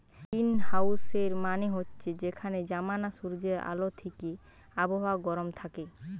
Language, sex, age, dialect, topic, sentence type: Bengali, female, 18-24, Western, agriculture, statement